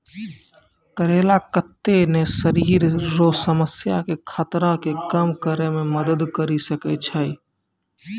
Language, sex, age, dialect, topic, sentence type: Maithili, male, 18-24, Angika, agriculture, statement